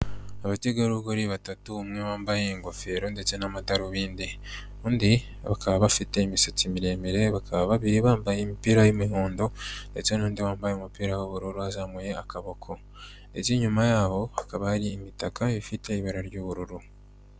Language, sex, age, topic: Kinyarwanda, male, 18-24, finance